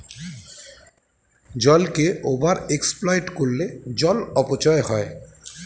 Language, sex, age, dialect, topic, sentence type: Bengali, male, 41-45, Standard Colloquial, agriculture, statement